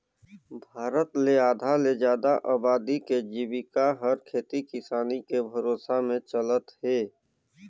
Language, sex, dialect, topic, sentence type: Chhattisgarhi, male, Northern/Bhandar, agriculture, statement